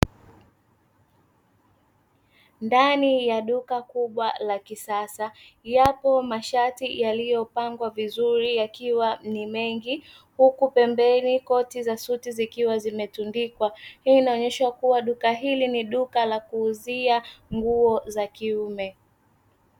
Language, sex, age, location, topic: Swahili, female, 25-35, Dar es Salaam, finance